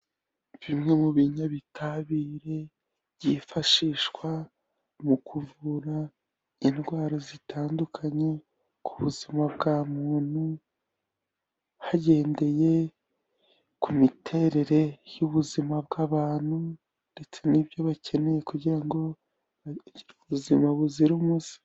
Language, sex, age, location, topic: Kinyarwanda, male, 18-24, Kigali, health